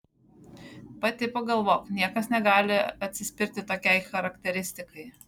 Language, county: Lithuanian, Šiauliai